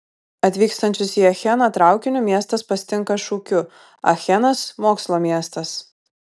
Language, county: Lithuanian, Kaunas